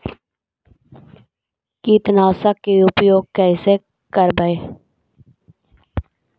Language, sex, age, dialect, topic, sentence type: Magahi, female, 56-60, Central/Standard, agriculture, question